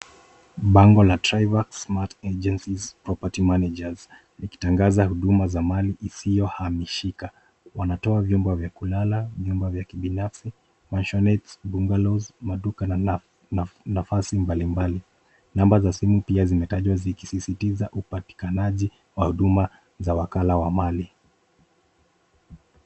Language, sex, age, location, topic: Swahili, male, 25-35, Nairobi, finance